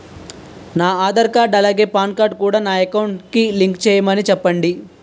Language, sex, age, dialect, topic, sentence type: Telugu, male, 18-24, Utterandhra, banking, question